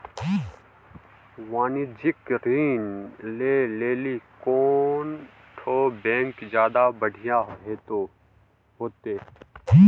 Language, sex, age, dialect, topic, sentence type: Maithili, male, 41-45, Angika, banking, statement